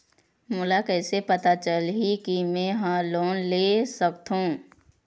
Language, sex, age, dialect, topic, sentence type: Chhattisgarhi, female, 60-100, Eastern, banking, statement